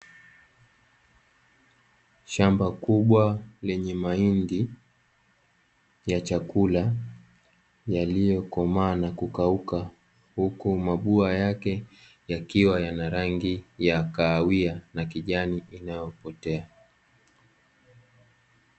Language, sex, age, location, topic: Swahili, male, 18-24, Dar es Salaam, agriculture